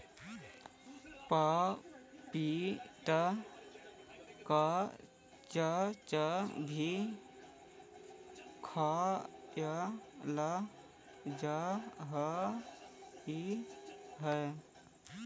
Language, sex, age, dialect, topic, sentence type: Magahi, male, 31-35, Central/Standard, agriculture, statement